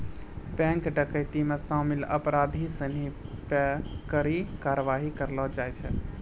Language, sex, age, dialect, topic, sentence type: Maithili, male, 25-30, Angika, banking, statement